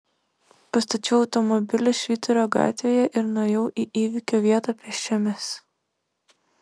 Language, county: Lithuanian, Šiauliai